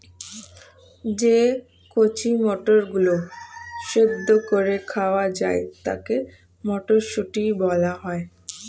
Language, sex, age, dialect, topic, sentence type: Bengali, female, <18, Standard Colloquial, agriculture, statement